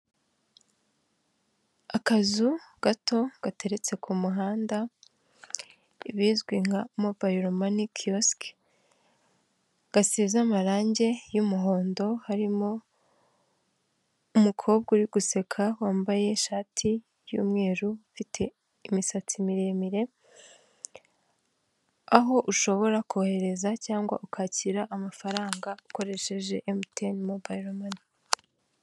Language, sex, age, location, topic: Kinyarwanda, female, 18-24, Kigali, finance